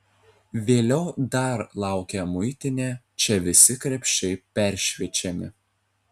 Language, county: Lithuanian, Telšiai